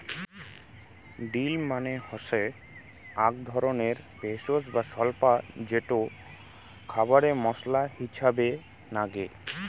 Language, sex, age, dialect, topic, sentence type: Bengali, male, 18-24, Rajbangshi, agriculture, statement